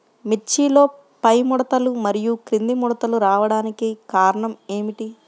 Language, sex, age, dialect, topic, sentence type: Telugu, female, 51-55, Central/Coastal, agriculture, question